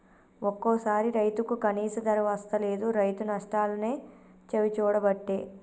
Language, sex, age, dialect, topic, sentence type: Telugu, female, 25-30, Telangana, agriculture, statement